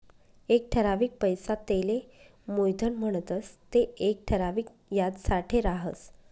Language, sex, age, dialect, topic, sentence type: Marathi, female, 25-30, Northern Konkan, banking, statement